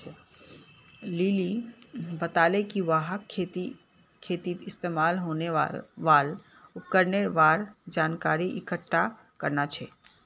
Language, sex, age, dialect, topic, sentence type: Magahi, female, 18-24, Northeastern/Surjapuri, agriculture, statement